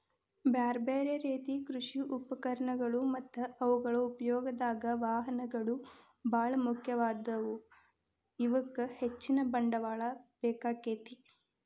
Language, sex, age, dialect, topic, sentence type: Kannada, female, 25-30, Dharwad Kannada, agriculture, statement